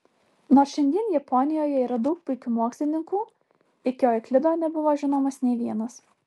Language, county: Lithuanian, Alytus